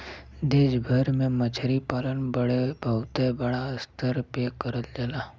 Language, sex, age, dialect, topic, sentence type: Bhojpuri, male, 31-35, Western, agriculture, statement